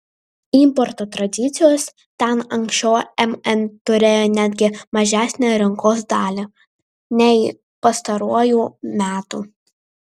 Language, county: Lithuanian, Vilnius